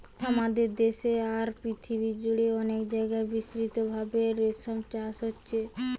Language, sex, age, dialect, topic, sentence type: Bengali, female, 18-24, Western, agriculture, statement